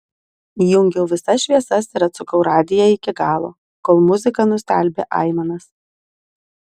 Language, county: Lithuanian, Vilnius